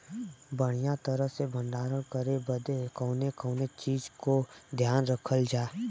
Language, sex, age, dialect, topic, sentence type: Bhojpuri, female, 18-24, Western, agriculture, question